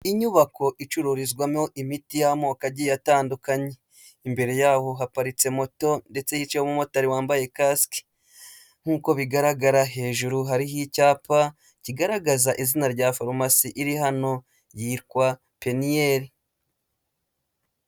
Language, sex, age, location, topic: Kinyarwanda, male, 25-35, Huye, health